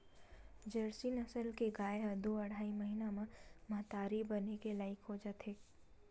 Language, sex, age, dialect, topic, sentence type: Chhattisgarhi, female, 18-24, Western/Budati/Khatahi, agriculture, statement